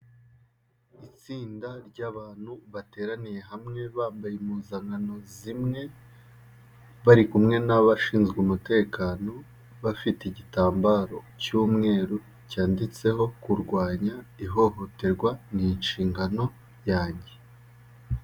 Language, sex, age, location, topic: Kinyarwanda, male, 18-24, Kigali, health